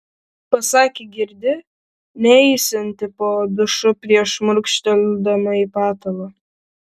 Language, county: Lithuanian, Vilnius